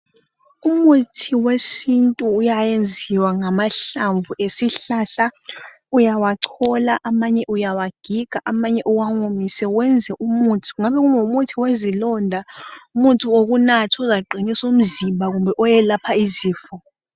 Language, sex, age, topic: North Ndebele, female, 18-24, health